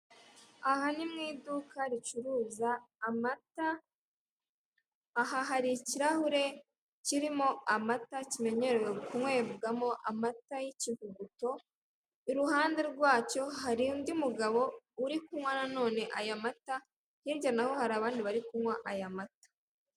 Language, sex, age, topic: Kinyarwanda, female, 18-24, finance